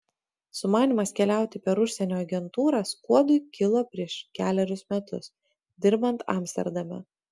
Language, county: Lithuanian, Utena